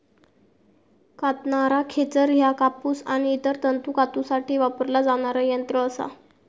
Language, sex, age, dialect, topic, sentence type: Marathi, female, 18-24, Southern Konkan, agriculture, statement